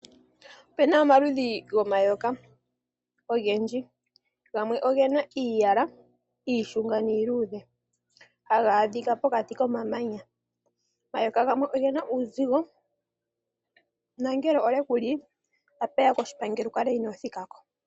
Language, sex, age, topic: Oshiwambo, female, 18-24, agriculture